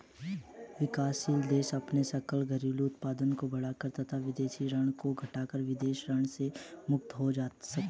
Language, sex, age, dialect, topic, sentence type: Hindi, male, 18-24, Hindustani Malvi Khadi Boli, banking, statement